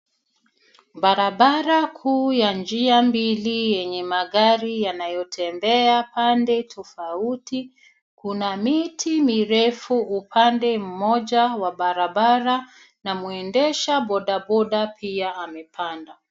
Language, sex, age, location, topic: Swahili, female, 36-49, Nairobi, government